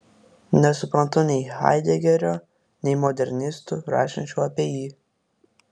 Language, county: Lithuanian, Vilnius